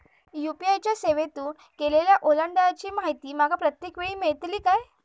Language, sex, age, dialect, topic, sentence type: Marathi, female, 31-35, Southern Konkan, banking, question